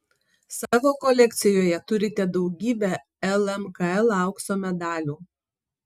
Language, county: Lithuanian, Kaunas